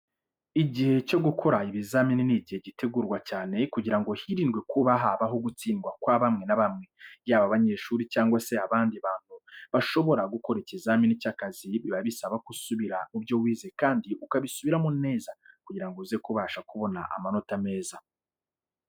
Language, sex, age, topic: Kinyarwanda, male, 25-35, education